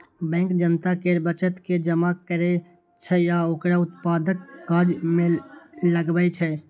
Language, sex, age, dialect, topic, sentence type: Maithili, male, 18-24, Eastern / Thethi, banking, statement